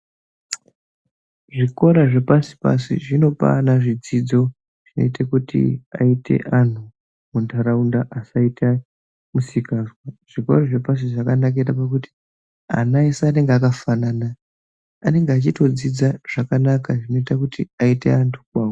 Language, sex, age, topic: Ndau, male, 18-24, education